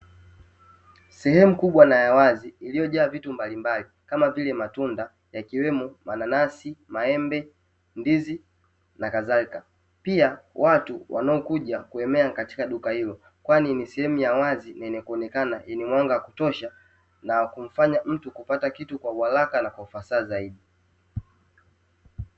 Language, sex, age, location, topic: Swahili, male, 18-24, Dar es Salaam, finance